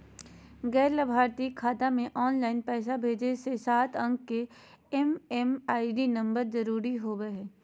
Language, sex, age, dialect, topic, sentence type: Magahi, female, 31-35, Southern, banking, statement